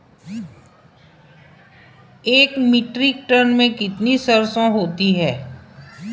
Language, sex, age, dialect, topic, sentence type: Hindi, female, 51-55, Marwari Dhudhari, agriculture, question